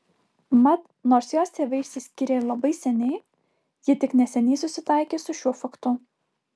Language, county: Lithuanian, Alytus